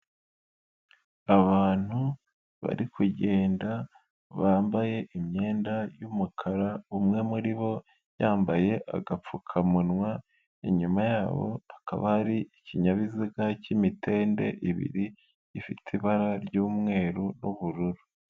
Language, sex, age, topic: Kinyarwanda, male, 18-24, government